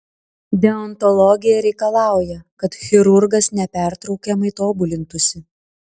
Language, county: Lithuanian, Klaipėda